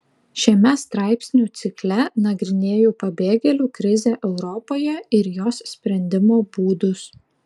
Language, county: Lithuanian, Klaipėda